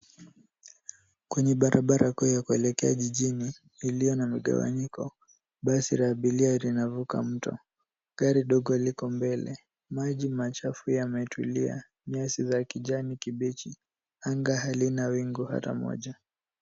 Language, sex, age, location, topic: Swahili, male, 18-24, Nairobi, government